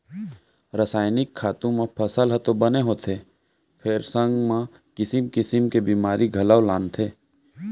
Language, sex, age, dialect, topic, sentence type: Chhattisgarhi, male, 18-24, Central, banking, statement